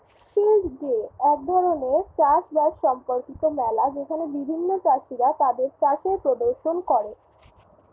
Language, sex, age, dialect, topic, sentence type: Bengali, female, <18, Standard Colloquial, agriculture, statement